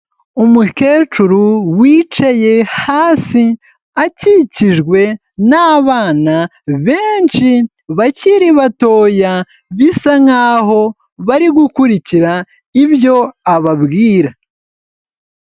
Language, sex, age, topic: Kinyarwanda, male, 18-24, health